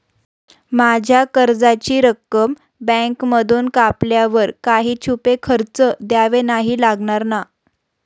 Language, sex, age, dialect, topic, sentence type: Marathi, female, 18-24, Standard Marathi, banking, question